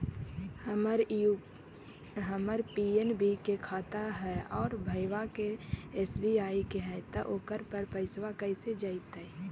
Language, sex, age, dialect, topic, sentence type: Magahi, female, 25-30, Central/Standard, banking, question